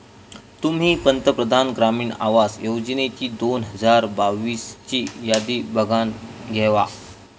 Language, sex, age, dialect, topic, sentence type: Marathi, male, 25-30, Southern Konkan, agriculture, statement